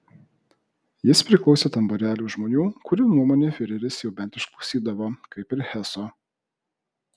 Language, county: Lithuanian, Vilnius